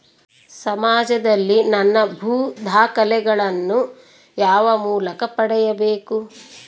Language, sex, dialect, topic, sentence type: Kannada, female, Central, banking, question